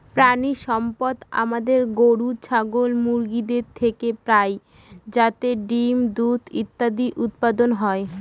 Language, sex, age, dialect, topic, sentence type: Bengali, female, 18-24, Northern/Varendri, agriculture, statement